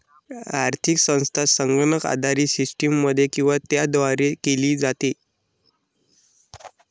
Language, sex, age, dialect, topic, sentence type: Marathi, male, 18-24, Varhadi, banking, statement